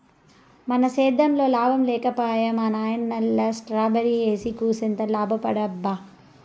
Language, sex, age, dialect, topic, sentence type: Telugu, male, 31-35, Southern, agriculture, statement